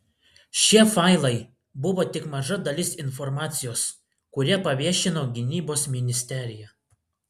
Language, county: Lithuanian, Klaipėda